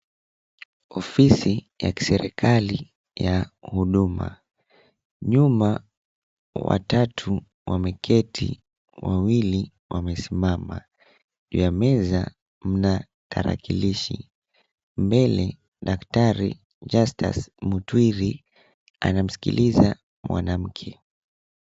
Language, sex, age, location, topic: Swahili, male, 25-35, Mombasa, government